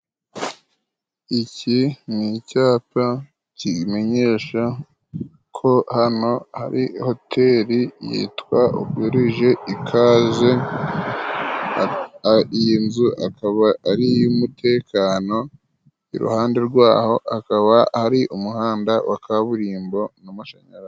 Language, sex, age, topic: Kinyarwanda, male, 25-35, finance